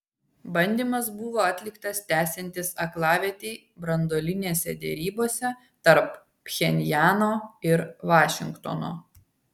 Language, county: Lithuanian, Vilnius